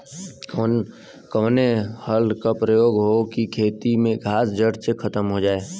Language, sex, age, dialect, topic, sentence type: Bhojpuri, male, 18-24, Western, agriculture, question